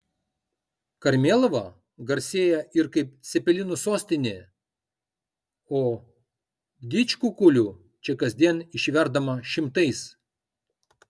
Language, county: Lithuanian, Kaunas